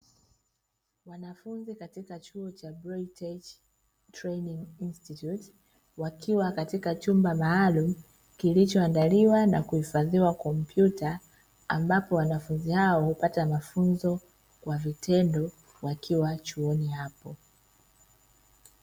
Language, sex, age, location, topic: Swahili, female, 25-35, Dar es Salaam, education